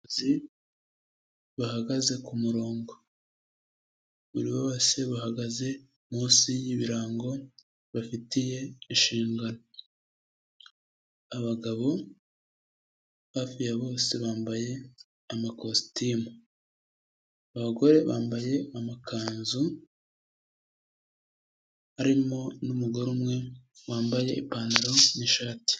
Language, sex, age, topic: Kinyarwanda, male, 25-35, health